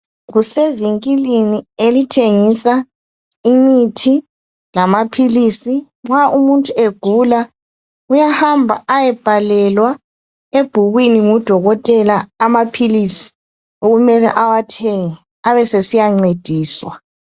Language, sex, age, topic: North Ndebele, female, 36-49, health